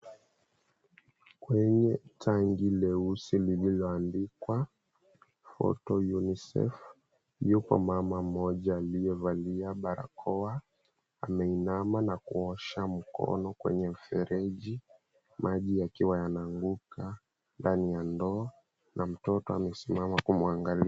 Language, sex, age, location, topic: Swahili, female, 25-35, Mombasa, health